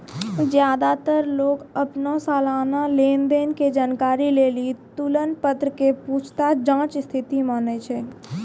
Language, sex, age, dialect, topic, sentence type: Maithili, female, 25-30, Angika, banking, statement